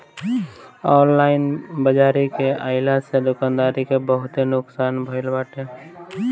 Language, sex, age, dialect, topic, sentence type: Bhojpuri, male, 18-24, Northern, agriculture, statement